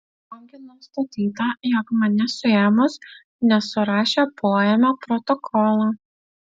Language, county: Lithuanian, Utena